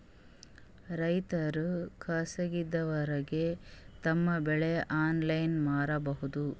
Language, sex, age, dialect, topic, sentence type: Kannada, female, 36-40, Northeastern, agriculture, question